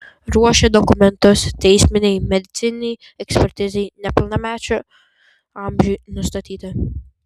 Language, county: Lithuanian, Vilnius